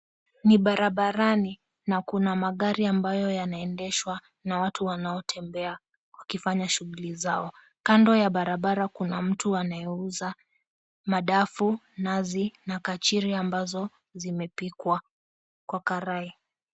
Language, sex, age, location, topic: Swahili, female, 18-24, Mombasa, agriculture